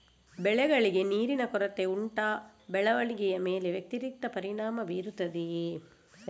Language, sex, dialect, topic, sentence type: Kannada, female, Coastal/Dakshin, agriculture, question